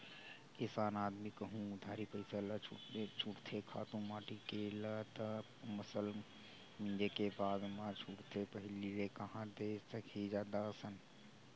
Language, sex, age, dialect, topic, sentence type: Chhattisgarhi, male, 18-24, Western/Budati/Khatahi, banking, statement